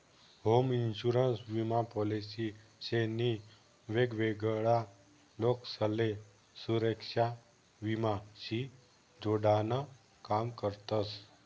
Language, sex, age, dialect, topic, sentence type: Marathi, male, 18-24, Northern Konkan, banking, statement